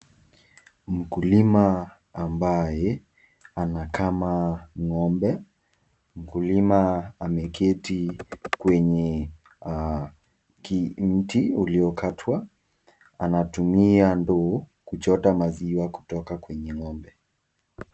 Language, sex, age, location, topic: Swahili, male, 25-35, Nakuru, agriculture